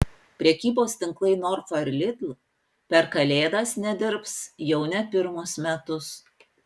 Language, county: Lithuanian, Panevėžys